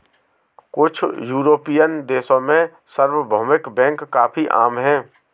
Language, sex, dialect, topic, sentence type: Hindi, male, Marwari Dhudhari, banking, statement